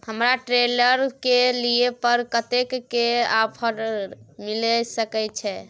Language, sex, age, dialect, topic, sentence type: Maithili, female, 18-24, Bajjika, agriculture, question